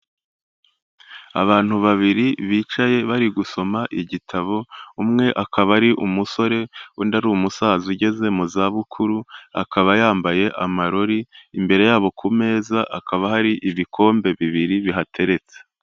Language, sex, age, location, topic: Kinyarwanda, male, 25-35, Kigali, health